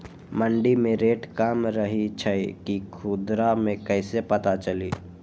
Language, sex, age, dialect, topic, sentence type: Magahi, female, 18-24, Western, agriculture, question